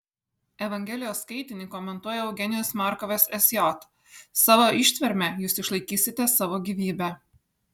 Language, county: Lithuanian, Kaunas